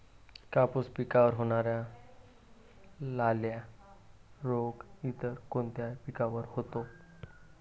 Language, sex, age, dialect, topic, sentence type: Marathi, male, 18-24, Standard Marathi, agriculture, question